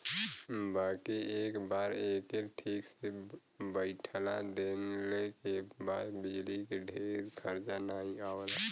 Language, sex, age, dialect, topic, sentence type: Bhojpuri, male, 25-30, Western, agriculture, statement